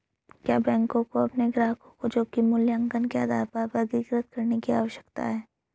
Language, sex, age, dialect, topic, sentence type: Hindi, male, 18-24, Hindustani Malvi Khadi Boli, banking, question